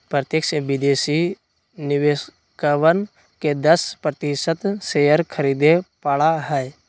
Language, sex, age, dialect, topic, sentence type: Magahi, male, 60-100, Western, banking, statement